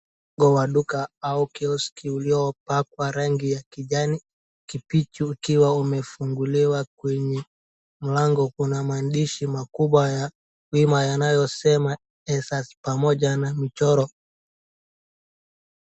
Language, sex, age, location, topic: Swahili, male, 36-49, Wajir, finance